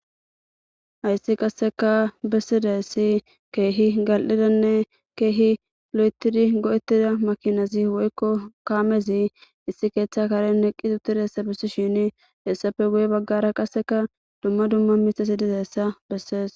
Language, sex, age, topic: Gamo, female, 18-24, government